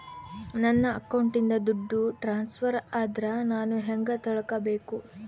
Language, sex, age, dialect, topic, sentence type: Kannada, female, 25-30, Central, banking, question